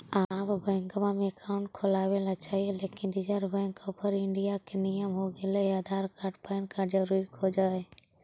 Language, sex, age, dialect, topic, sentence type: Magahi, female, 18-24, Central/Standard, banking, question